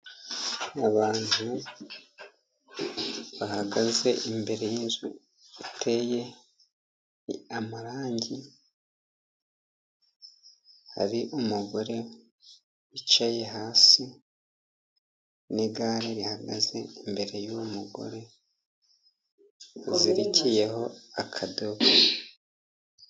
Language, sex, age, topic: Kinyarwanda, male, 50+, finance